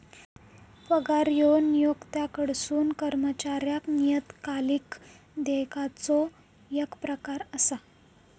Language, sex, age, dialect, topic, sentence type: Marathi, female, 18-24, Southern Konkan, banking, statement